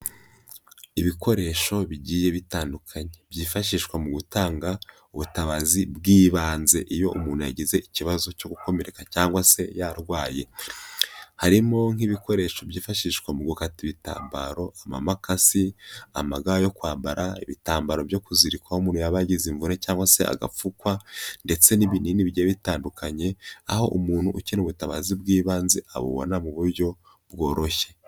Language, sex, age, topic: Kinyarwanda, male, 18-24, health